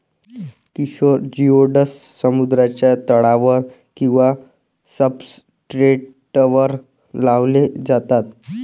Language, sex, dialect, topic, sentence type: Marathi, male, Varhadi, agriculture, statement